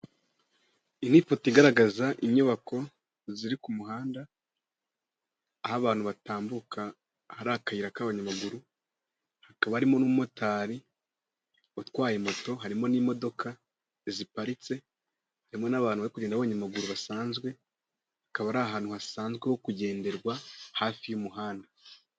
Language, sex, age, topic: Kinyarwanda, male, 18-24, government